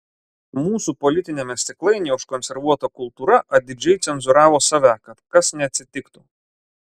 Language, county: Lithuanian, Klaipėda